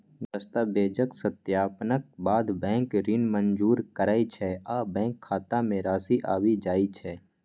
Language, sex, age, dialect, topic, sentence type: Maithili, male, 25-30, Eastern / Thethi, banking, statement